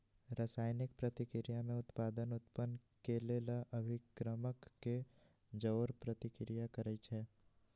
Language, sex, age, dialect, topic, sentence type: Magahi, male, 18-24, Western, agriculture, statement